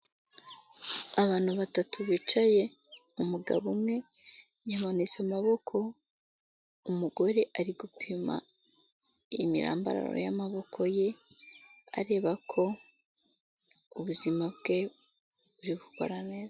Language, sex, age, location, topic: Kinyarwanda, female, 18-24, Huye, health